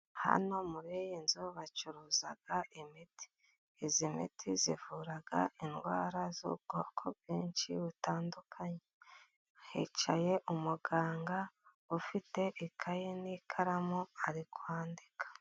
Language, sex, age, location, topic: Kinyarwanda, female, 36-49, Musanze, health